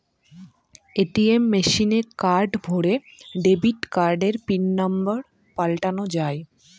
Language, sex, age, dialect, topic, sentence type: Bengali, female, <18, Northern/Varendri, banking, statement